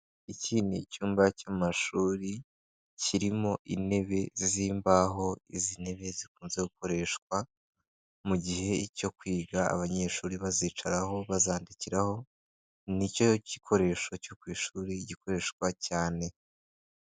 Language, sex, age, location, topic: Kinyarwanda, male, 18-24, Kigali, education